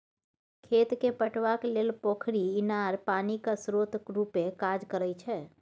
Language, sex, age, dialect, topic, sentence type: Maithili, female, 25-30, Bajjika, agriculture, statement